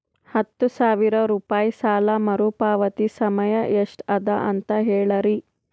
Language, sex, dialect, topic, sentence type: Kannada, female, Northeastern, banking, question